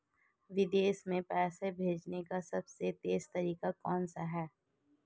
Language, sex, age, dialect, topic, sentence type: Hindi, female, 25-30, Marwari Dhudhari, banking, question